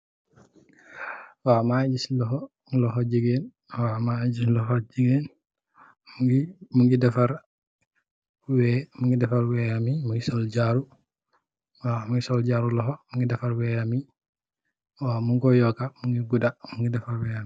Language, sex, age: Wolof, male, 18-24